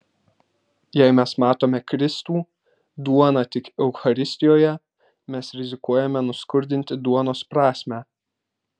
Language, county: Lithuanian, Vilnius